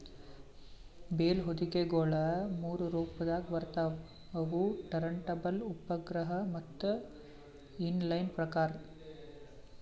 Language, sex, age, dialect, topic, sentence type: Kannada, male, 18-24, Northeastern, agriculture, statement